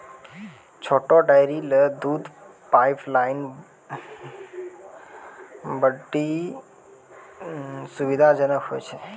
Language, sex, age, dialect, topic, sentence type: Maithili, male, 18-24, Angika, agriculture, statement